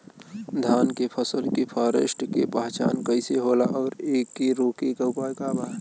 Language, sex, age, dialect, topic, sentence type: Bhojpuri, male, 18-24, Western, agriculture, question